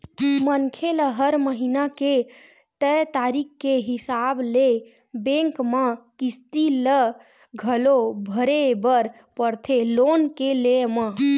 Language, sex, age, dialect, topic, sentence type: Chhattisgarhi, female, 18-24, Western/Budati/Khatahi, banking, statement